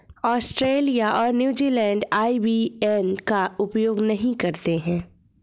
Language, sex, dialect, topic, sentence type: Hindi, female, Hindustani Malvi Khadi Boli, banking, statement